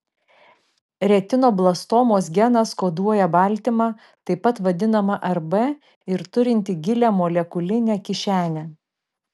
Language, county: Lithuanian, Vilnius